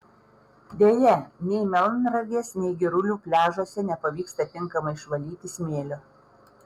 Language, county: Lithuanian, Panevėžys